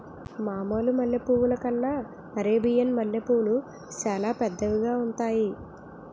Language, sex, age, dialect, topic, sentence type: Telugu, female, 18-24, Utterandhra, agriculture, statement